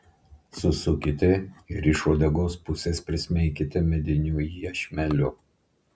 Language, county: Lithuanian, Klaipėda